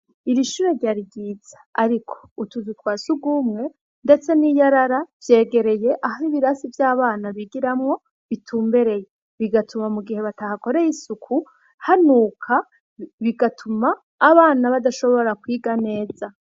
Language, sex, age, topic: Rundi, female, 25-35, education